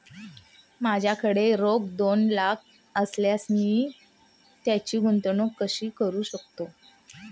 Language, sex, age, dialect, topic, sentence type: Marathi, female, 36-40, Standard Marathi, banking, question